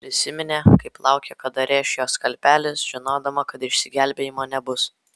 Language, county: Lithuanian, Vilnius